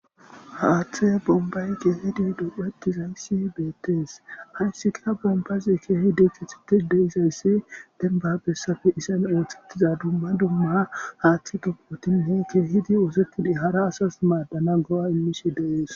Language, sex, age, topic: Gamo, male, 18-24, government